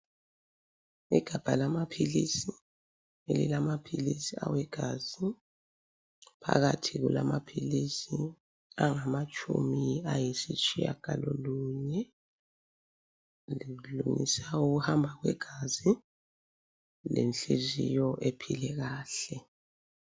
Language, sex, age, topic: North Ndebele, female, 36-49, health